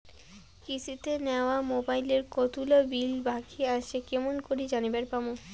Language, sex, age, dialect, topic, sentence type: Bengali, female, 25-30, Rajbangshi, banking, question